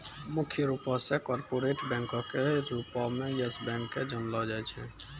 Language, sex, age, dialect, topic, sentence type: Maithili, male, 56-60, Angika, banking, statement